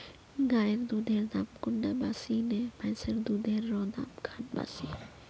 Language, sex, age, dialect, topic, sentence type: Magahi, female, 25-30, Northeastern/Surjapuri, agriculture, question